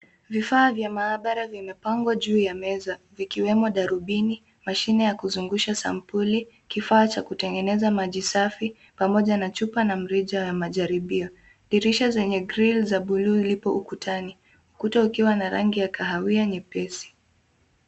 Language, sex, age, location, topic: Swahili, female, 18-24, Nairobi, health